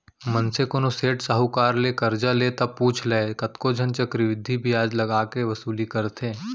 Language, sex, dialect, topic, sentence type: Chhattisgarhi, male, Central, banking, statement